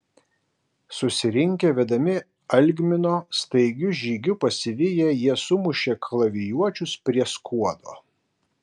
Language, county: Lithuanian, Kaunas